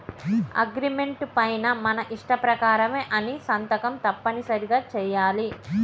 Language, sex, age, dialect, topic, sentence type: Telugu, female, 31-35, Telangana, banking, statement